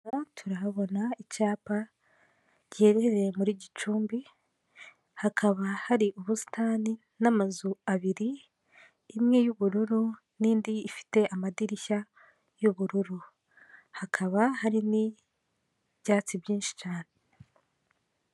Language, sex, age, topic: Kinyarwanda, female, 18-24, government